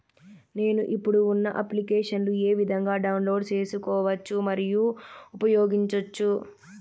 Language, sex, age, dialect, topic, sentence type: Telugu, female, 18-24, Southern, banking, question